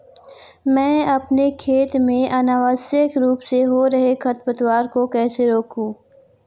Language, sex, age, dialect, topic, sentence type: Hindi, female, 18-24, Marwari Dhudhari, agriculture, question